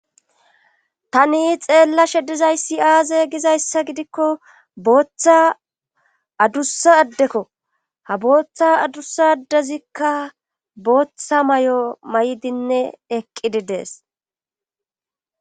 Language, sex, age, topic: Gamo, female, 25-35, government